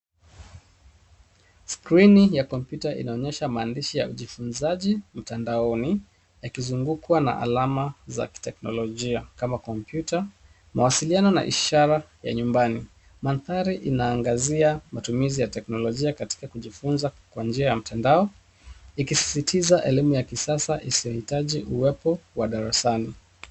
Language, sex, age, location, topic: Swahili, male, 36-49, Nairobi, education